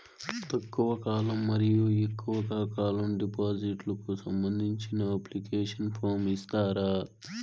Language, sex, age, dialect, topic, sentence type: Telugu, male, 18-24, Southern, banking, question